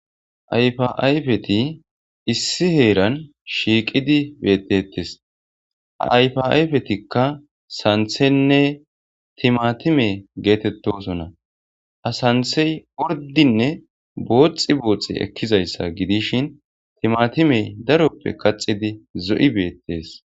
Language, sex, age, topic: Gamo, male, 25-35, agriculture